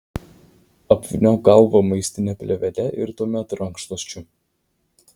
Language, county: Lithuanian, Vilnius